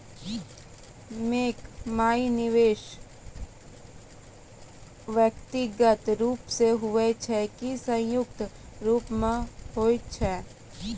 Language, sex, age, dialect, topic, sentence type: Maithili, female, 18-24, Angika, banking, question